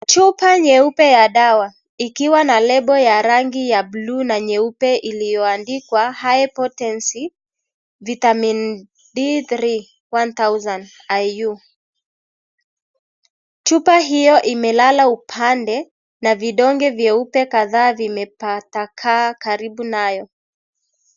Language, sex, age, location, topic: Swahili, male, 25-35, Kisii, health